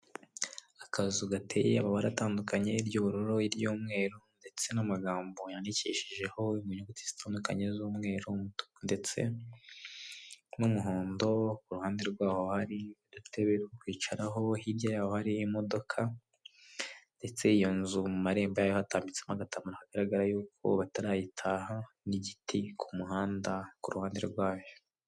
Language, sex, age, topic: Kinyarwanda, male, 18-24, finance